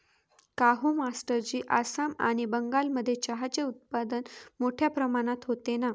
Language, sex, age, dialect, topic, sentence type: Marathi, female, 25-30, Northern Konkan, agriculture, statement